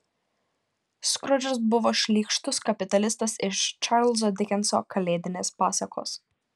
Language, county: Lithuanian, Panevėžys